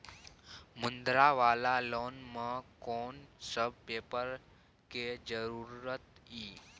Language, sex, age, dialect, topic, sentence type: Maithili, male, 18-24, Bajjika, banking, question